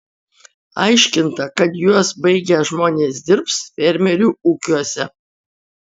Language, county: Lithuanian, Utena